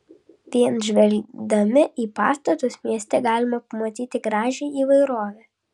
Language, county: Lithuanian, Vilnius